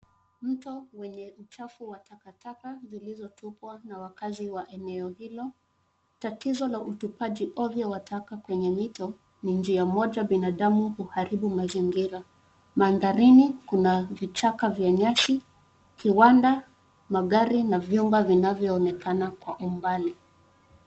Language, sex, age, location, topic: Swahili, female, 25-35, Nairobi, government